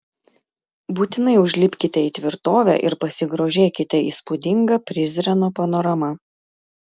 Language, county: Lithuanian, Klaipėda